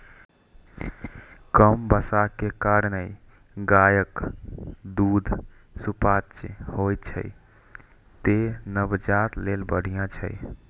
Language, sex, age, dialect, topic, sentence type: Maithili, male, 18-24, Eastern / Thethi, agriculture, statement